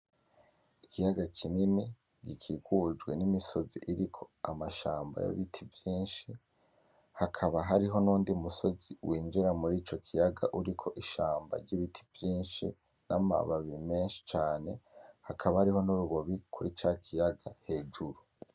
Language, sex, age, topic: Rundi, male, 18-24, agriculture